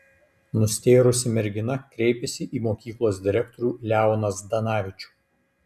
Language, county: Lithuanian, Kaunas